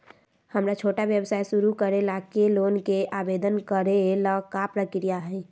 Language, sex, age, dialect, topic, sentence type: Magahi, female, 60-100, Southern, banking, question